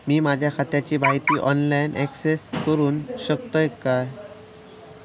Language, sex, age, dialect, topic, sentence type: Marathi, male, 18-24, Southern Konkan, banking, question